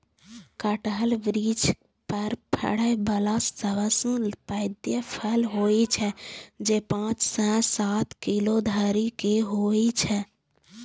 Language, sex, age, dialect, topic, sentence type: Maithili, female, 18-24, Eastern / Thethi, agriculture, statement